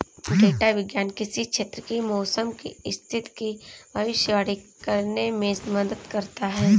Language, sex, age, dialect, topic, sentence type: Hindi, female, 18-24, Kanauji Braj Bhasha, agriculture, statement